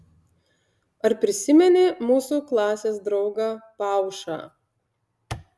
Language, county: Lithuanian, Utena